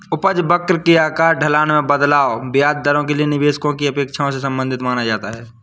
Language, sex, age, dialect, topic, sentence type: Hindi, male, 18-24, Awadhi Bundeli, banking, statement